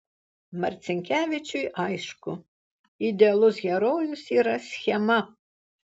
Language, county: Lithuanian, Alytus